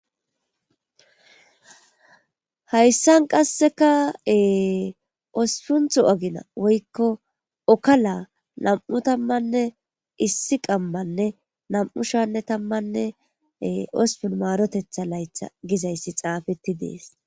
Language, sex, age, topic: Gamo, female, 25-35, government